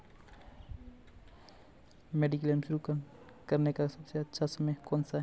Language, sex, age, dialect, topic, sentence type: Hindi, male, 18-24, Marwari Dhudhari, banking, question